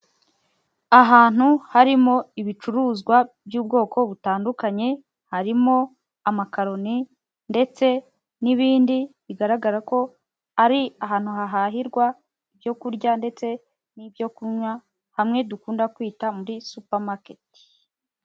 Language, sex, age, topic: Kinyarwanda, female, 18-24, agriculture